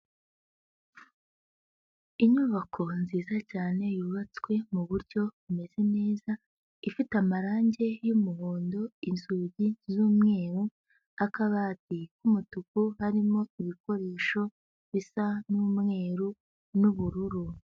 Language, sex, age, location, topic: Kinyarwanda, female, 18-24, Huye, agriculture